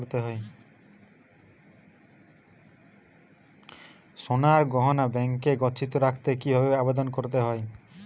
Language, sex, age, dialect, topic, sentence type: Bengali, male, 60-100, Western, banking, question